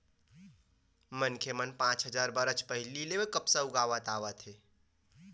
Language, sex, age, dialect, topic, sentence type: Chhattisgarhi, male, 18-24, Western/Budati/Khatahi, agriculture, statement